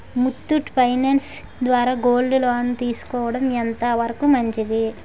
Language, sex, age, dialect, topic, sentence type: Telugu, female, 18-24, Utterandhra, banking, question